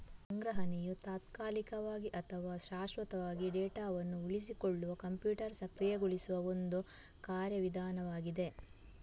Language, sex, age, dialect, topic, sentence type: Kannada, female, 18-24, Coastal/Dakshin, agriculture, statement